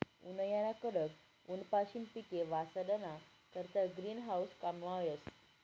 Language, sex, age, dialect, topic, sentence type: Marathi, female, 18-24, Northern Konkan, agriculture, statement